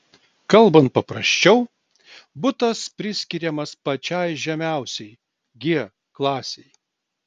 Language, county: Lithuanian, Klaipėda